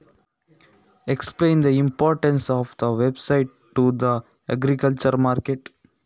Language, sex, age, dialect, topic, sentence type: Kannada, male, 18-24, Coastal/Dakshin, agriculture, question